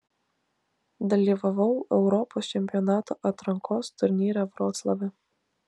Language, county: Lithuanian, Klaipėda